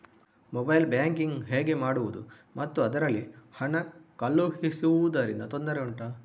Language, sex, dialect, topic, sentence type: Kannada, male, Coastal/Dakshin, banking, question